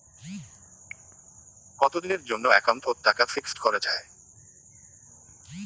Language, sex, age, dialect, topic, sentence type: Bengali, male, 18-24, Rajbangshi, banking, question